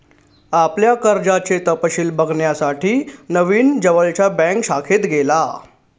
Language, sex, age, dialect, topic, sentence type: Marathi, male, 36-40, Northern Konkan, banking, statement